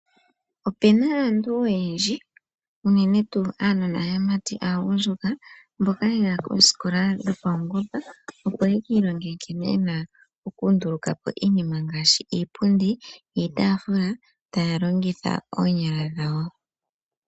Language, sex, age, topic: Oshiwambo, male, 18-24, finance